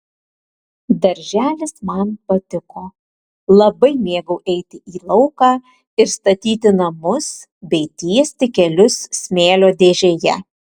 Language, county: Lithuanian, Vilnius